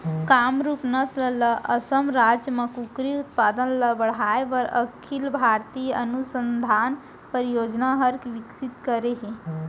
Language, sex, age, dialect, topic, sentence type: Chhattisgarhi, female, 60-100, Central, agriculture, statement